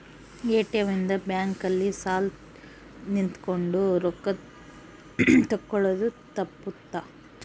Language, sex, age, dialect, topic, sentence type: Kannada, female, 31-35, Central, banking, statement